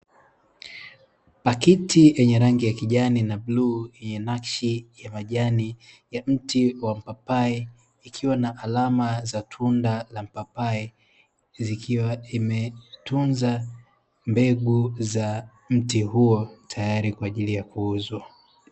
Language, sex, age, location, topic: Swahili, male, 18-24, Dar es Salaam, agriculture